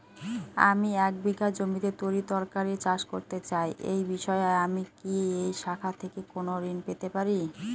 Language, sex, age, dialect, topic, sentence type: Bengali, female, 18-24, Northern/Varendri, banking, question